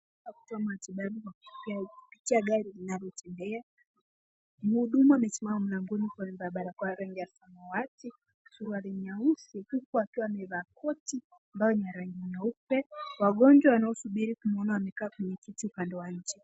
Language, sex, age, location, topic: Swahili, female, 18-24, Nairobi, health